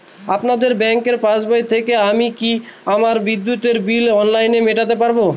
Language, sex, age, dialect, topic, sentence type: Bengali, male, 41-45, Northern/Varendri, banking, question